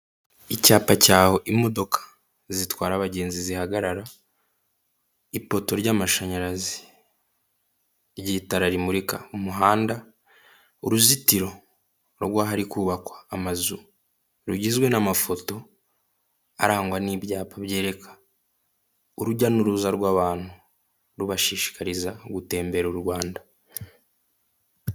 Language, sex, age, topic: Kinyarwanda, male, 18-24, government